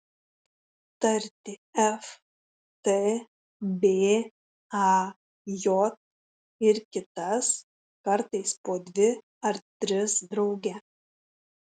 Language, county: Lithuanian, Šiauliai